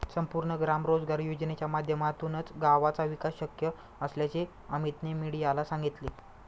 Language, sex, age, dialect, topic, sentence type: Marathi, male, 25-30, Standard Marathi, banking, statement